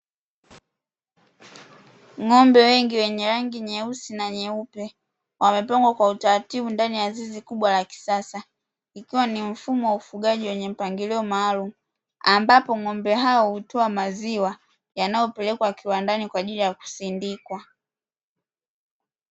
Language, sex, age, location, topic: Swahili, female, 18-24, Dar es Salaam, agriculture